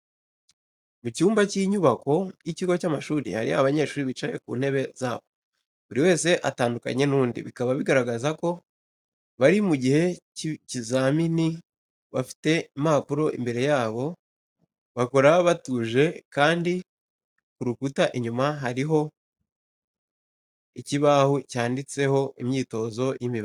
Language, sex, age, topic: Kinyarwanda, male, 18-24, education